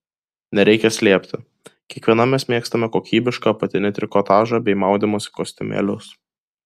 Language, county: Lithuanian, Kaunas